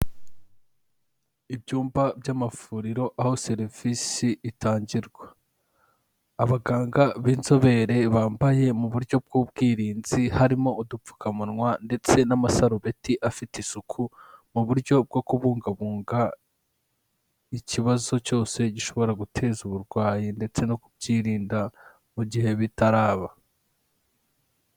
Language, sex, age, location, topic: Kinyarwanda, male, 18-24, Kigali, health